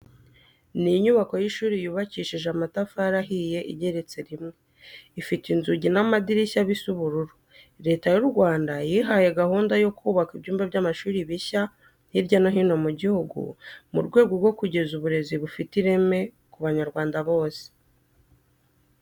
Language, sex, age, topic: Kinyarwanda, female, 25-35, education